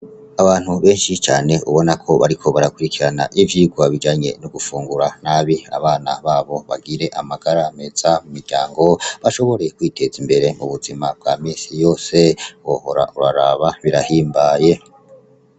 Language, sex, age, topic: Rundi, male, 25-35, education